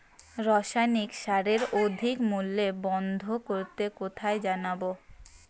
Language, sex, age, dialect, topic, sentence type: Bengali, female, 18-24, Rajbangshi, agriculture, question